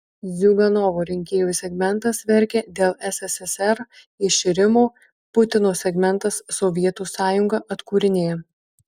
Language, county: Lithuanian, Marijampolė